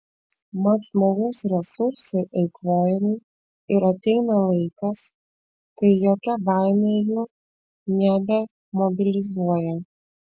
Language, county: Lithuanian, Vilnius